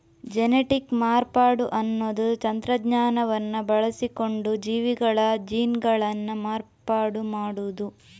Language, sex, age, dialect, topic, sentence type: Kannada, female, 25-30, Coastal/Dakshin, agriculture, statement